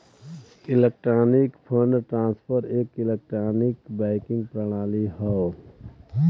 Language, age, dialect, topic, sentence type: Bhojpuri, 25-30, Western, banking, statement